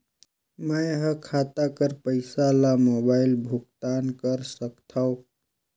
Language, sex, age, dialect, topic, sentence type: Chhattisgarhi, male, 25-30, Northern/Bhandar, banking, question